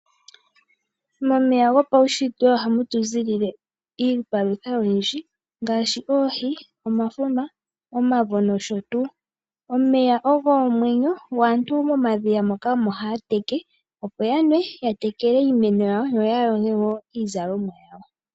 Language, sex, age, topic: Oshiwambo, female, 18-24, agriculture